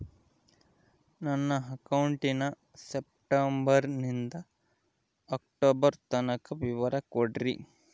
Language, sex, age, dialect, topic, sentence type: Kannada, male, 25-30, Central, banking, question